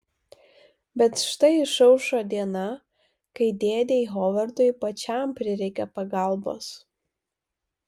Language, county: Lithuanian, Vilnius